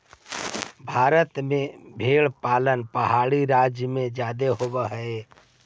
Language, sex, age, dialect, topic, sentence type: Magahi, male, 41-45, Central/Standard, agriculture, statement